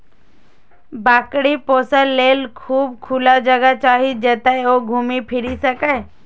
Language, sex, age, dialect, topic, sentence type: Maithili, female, 18-24, Eastern / Thethi, agriculture, statement